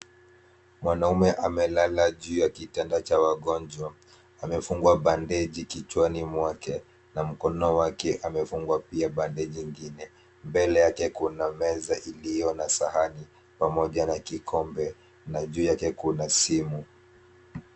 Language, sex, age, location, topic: Swahili, female, 25-35, Kisumu, health